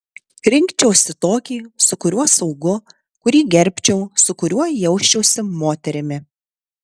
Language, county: Lithuanian, Tauragė